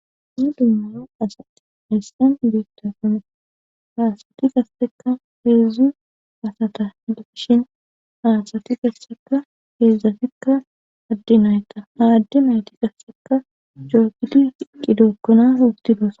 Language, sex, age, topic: Gamo, female, 25-35, government